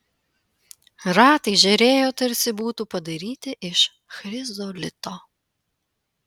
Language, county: Lithuanian, Panevėžys